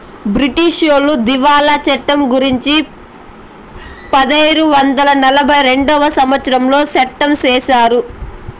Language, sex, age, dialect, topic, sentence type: Telugu, female, 18-24, Southern, banking, statement